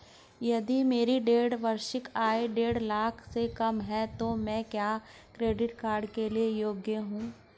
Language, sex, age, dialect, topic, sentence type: Hindi, male, 36-40, Hindustani Malvi Khadi Boli, banking, question